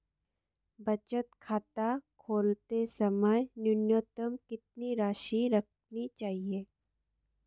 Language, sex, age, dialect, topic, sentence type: Hindi, female, 18-24, Marwari Dhudhari, banking, question